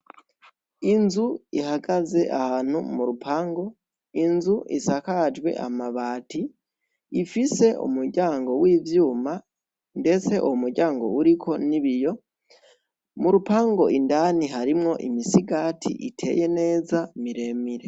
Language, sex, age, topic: Rundi, female, 18-24, agriculture